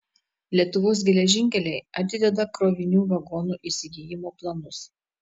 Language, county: Lithuanian, Telšiai